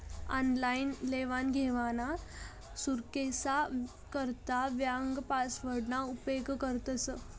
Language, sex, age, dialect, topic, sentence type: Marathi, female, 18-24, Northern Konkan, banking, statement